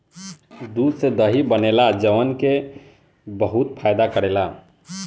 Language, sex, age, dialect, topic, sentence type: Bhojpuri, male, 18-24, Southern / Standard, agriculture, statement